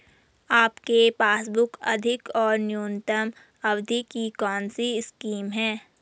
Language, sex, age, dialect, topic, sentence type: Hindi, female, 18-24, Garhwali, banking, question